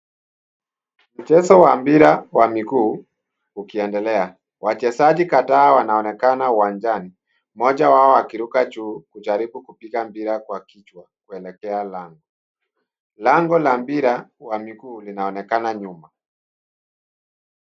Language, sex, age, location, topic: Swahili, male, 50+, Nairobi, education